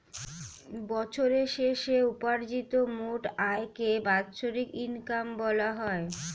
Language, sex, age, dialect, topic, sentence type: Bengali, female, <18, Standard Colloquial, banking, statement